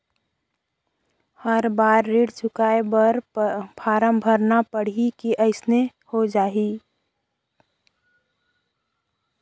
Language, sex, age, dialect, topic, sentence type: Chhattisgarhi, female, 18-24, Northern/Bhandar, banking, question